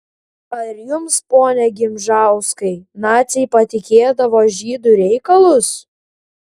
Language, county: Lithuanian, Klaipėda